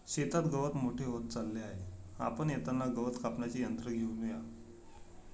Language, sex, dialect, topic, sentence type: Marathi, male, Standard Marathi, agriculture, statement